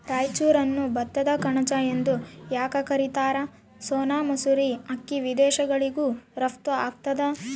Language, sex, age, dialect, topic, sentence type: Kannada, female, 18-24, Central, agriculture, statement